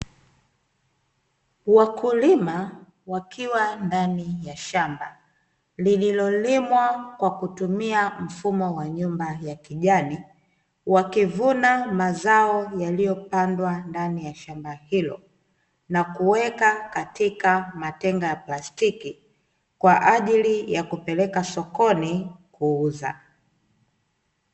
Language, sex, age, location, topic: Swahili, female, 25-35, Dar es Salaam, agriculture